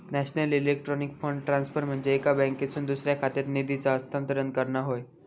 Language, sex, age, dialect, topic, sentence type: Marathi, male, 25-30, Southern Konkan, banking, statement